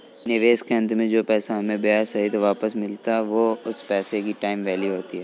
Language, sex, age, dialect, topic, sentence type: Hindi, male, 25-30, Kanauji Braj Bhasha, banking, statement